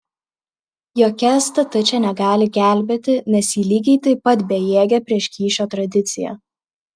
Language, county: Lithuanian, Klaipėda